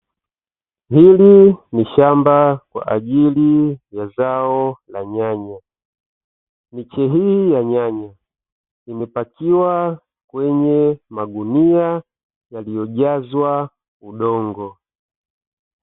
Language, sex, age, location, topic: Swahili, male, 25-35, Dar es Salaam, agriculture